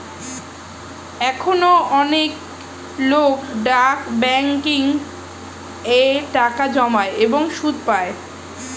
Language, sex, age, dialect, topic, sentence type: Bengali, female, 25-30, Standard Colloquial, banking, statement